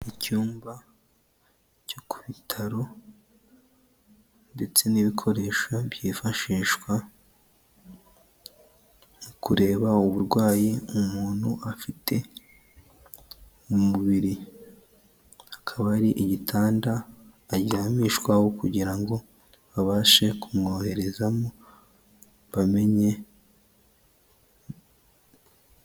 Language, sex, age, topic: Kinyarwanda, male, 18-24, health